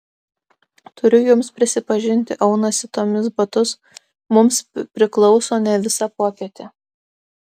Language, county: Lithuanian, Alytus